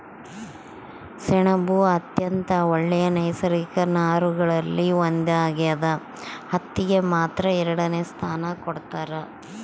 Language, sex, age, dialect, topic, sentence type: Kannada, female, 36-40, Central, agriculture, statement